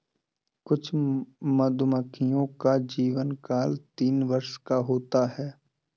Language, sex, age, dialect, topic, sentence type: Hindi, male, 18-24, Kanauji Braj Bhasha, agriculture, statement